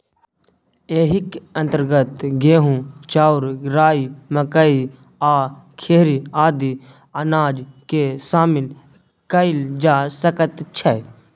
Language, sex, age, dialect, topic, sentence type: Maithili, male, 18-24, Bajjika, agriculture, statement